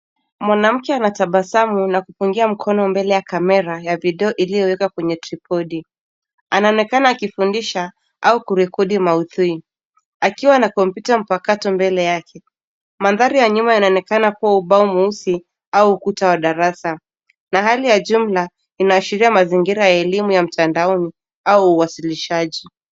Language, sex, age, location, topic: Swahili, female, 18-24, Nairobi, education